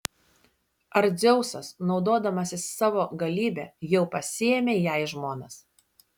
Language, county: Lithuanian, Šiauliai